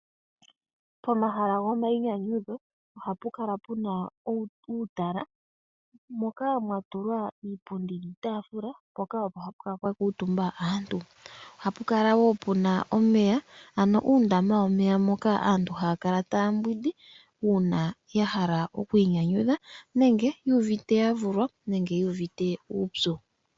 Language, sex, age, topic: Oshiwambo, male, 18-24, agriculture